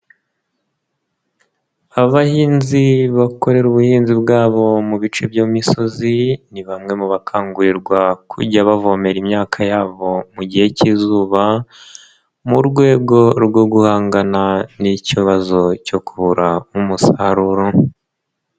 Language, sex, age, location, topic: Kinyarwanda, male, 18-24, Nyagatare, agriculture